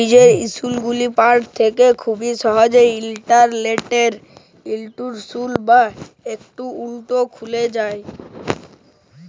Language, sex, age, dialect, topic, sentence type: Bengali, male, 18-24, Jharkhandi, banking, statement